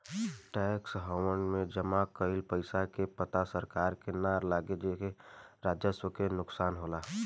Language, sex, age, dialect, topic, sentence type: Bhojpuri, male, 18-24, Southern / Standard, banking, statement